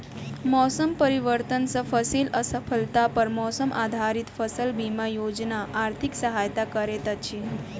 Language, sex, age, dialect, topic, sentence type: Maithili, female, 18-24, Southern/Standard, agriculture, statement